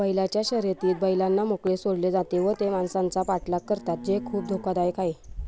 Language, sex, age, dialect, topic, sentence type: Marathi, female, 25-30, Northern Konkan, agriculture, statement